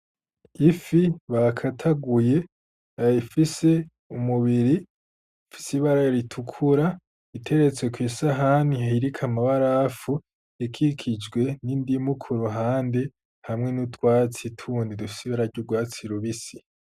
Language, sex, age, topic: Rundi, male, 18-24, agriculture